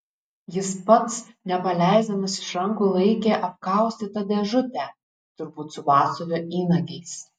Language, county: Lithuanian, Šiauliai